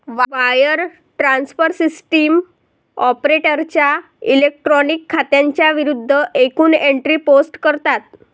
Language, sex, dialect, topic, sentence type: Marathi, female, Varhadi, banking, statement